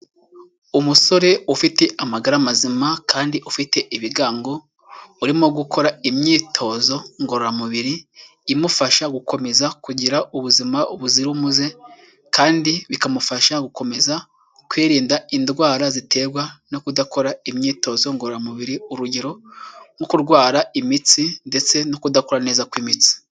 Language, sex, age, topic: Kinyarwanda, male, 18-24, health